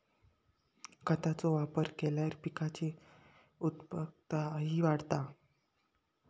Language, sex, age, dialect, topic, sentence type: Marathi, male, 51-55, Southern Konkan, agriculture, statement